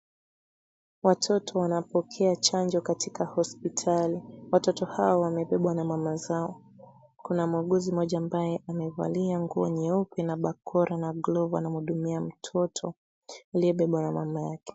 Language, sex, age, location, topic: Swahili, female, 18-24, Kisumu, health